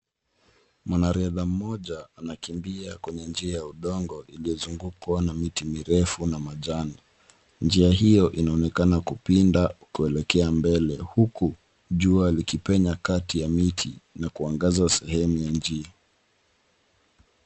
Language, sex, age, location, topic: Swahili, male, 18-24, Nairobi, government